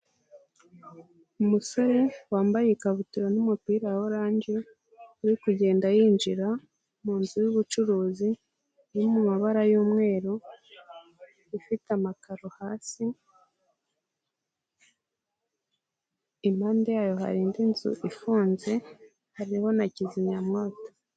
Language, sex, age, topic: Kinyarwanda, female, 18-24, government